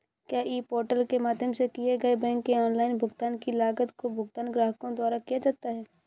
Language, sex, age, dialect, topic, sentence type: Hindi, female, 18-24, Awadhi Bundeli, banking, question